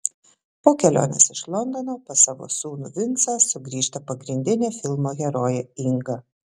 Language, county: Lithuanian, Telšiai